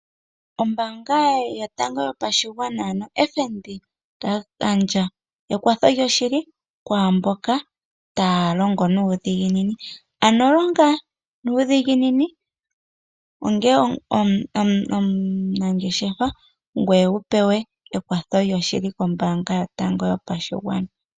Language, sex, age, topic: Oshiwambo, female, 18-24, finance